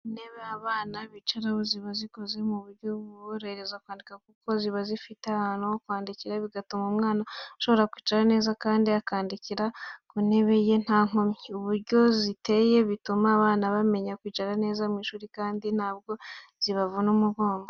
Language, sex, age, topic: Kinyarwanda, female, 18-24, education